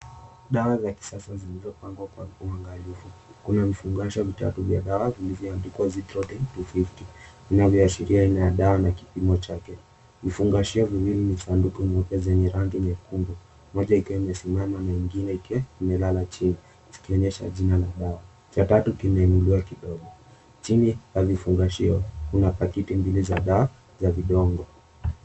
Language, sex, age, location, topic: Swahili, male, 18-24, Mombasa, health